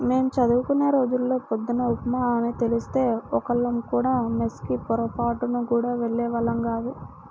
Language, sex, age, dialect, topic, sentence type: Telugu, female, 18-24, Central/Coastal, agriculture, statement